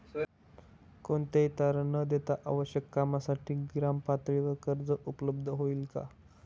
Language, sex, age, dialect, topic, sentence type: Marathi, male, 18-24, Northern Konkan, banking, question